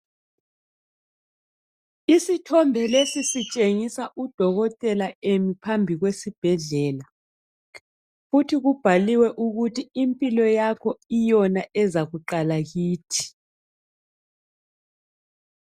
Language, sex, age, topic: North Ndebele, female, 36-49, health